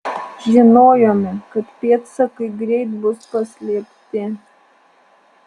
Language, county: Lithuanian, Alytus